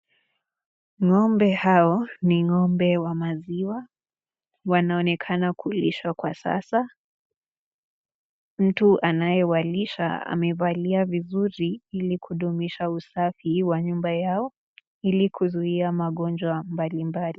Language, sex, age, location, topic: Swahili, female, 18-24, Nakuru, agriculture